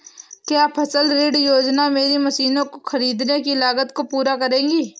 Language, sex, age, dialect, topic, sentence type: Hindi, female, 18-24, Awadhi Bundeli, agriculture, question